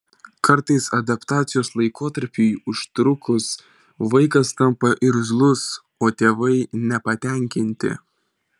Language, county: Lithuanian, Vilnius